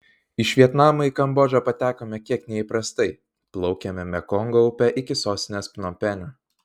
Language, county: Lithuanian, Vilnius